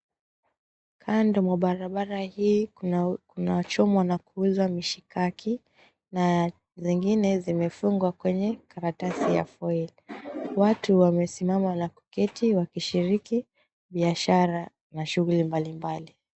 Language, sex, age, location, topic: Swahili, female, 25-35, Mombasa, agriculture